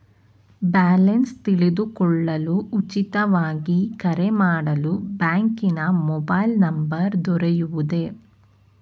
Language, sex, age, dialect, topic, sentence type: Kannada, female, 31-35, Mysore Kannada, banking, question